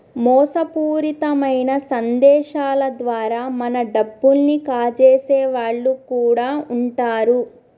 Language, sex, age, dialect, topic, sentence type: Telugu, female, 25-30, Telangana, banking, statement